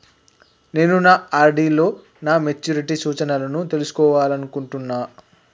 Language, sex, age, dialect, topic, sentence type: Telugu, male, 18-24, Telangana, banking, statement